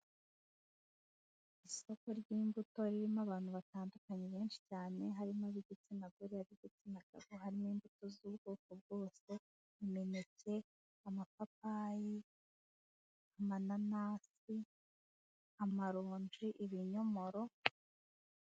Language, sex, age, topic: Kinyarwanda, female, 18-24, finance